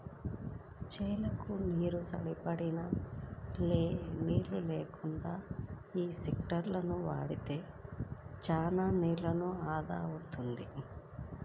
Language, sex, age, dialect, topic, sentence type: Telugu, female, 25-30, Central/Coastal, agriculture, statement